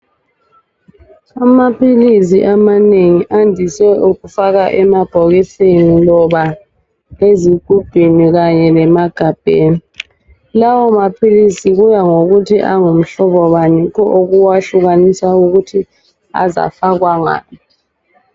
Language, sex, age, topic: North Ndebele, female, 25-35, health